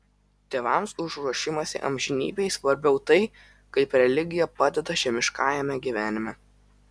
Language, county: Lithuanian, Vilnius